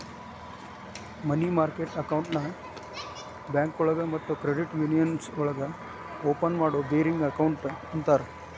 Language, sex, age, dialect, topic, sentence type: Kannada, male, 56-60, Dharwad Kannada, banking, statement